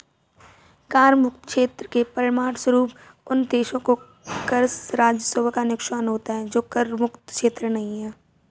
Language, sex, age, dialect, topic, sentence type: Hindi, female, 46-50, Kanauji Braj Bhasha, banking, statement